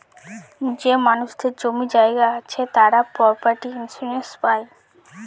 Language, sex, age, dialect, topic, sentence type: Bengali, female, <18, Northern/Varendri, banking, statement